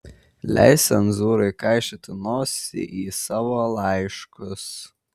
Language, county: Lithuanian, Kaunas